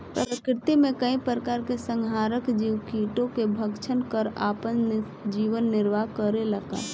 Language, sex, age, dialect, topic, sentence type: Bhojpuri, female, 25-30, Northern, agriculture, question